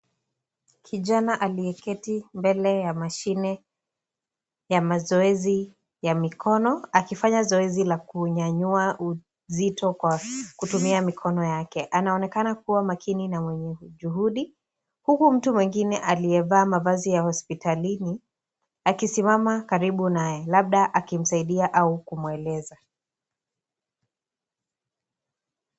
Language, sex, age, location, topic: Swahili, female, 18-24, Kisii, health